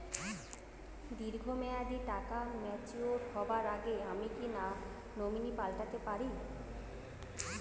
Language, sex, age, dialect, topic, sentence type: Bengali, female, 31-35, Jharkhandi, banking, question